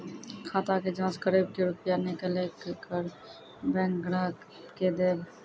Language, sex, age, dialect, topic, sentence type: Maithili, female, 31-35, Angika, banking, question